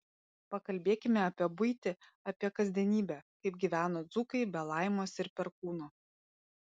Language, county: Lithuanian, Panevėžys